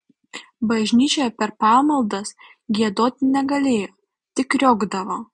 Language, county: Lithuanian, Panevėžys